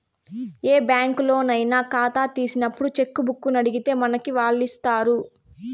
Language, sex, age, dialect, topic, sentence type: Telugu, female, 18-24, Southern, banking, statement